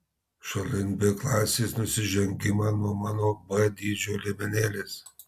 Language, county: Lithuanian, Marijampolė